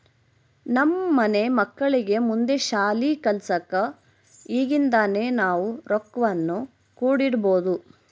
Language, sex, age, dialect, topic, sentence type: Kannada, female, 25-30, Central, banking, statement